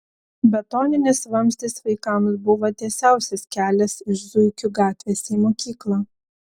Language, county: Lithuanian, Vilnius